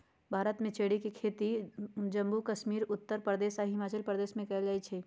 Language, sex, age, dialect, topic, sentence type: Magahi, female, 31-35, Western, agriculture, statement